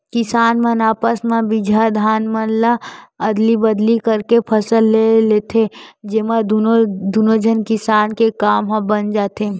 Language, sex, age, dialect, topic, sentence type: Chhattisgarhi, female, 18-24, Western/Budati/Khatahi, banking, statement